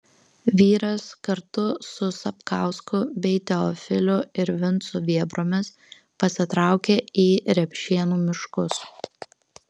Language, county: Lithuanian, Kaunas